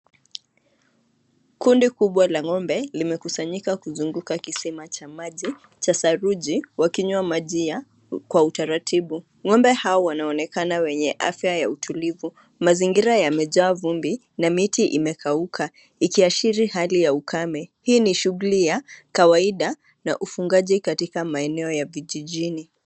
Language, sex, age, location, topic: Swahili, female, 25-35, Nairobi, government